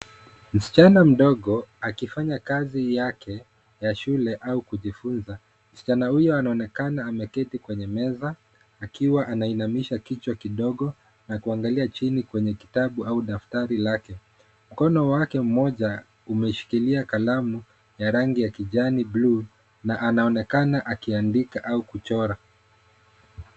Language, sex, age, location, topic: Swahili, male, 25-35, Nairobi, education